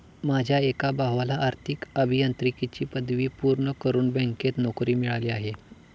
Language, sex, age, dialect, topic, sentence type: Marathi, male, 18-24, Standard Marathi, banking, statement